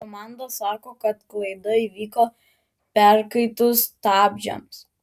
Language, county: Lithuanian, Klaipėda